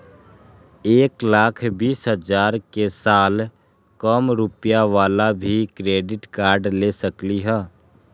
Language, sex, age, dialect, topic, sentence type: Magahi, male, 18-24, Western, banking, question